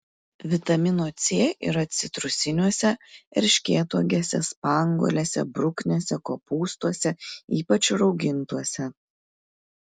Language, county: Lithuanian, Klaipėda